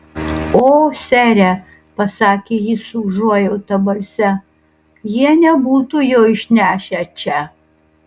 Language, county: Lithuanian, Kaunas